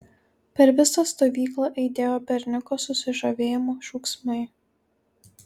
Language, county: Lithuanian, Kaunas